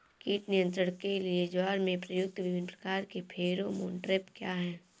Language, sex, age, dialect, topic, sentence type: Hindi, female, 18-24, Awadhi Bundeli, agriculture, question